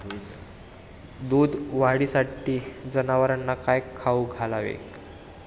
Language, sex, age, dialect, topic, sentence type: Marathi, male, 18-24, Standard Marathi, agriculture, question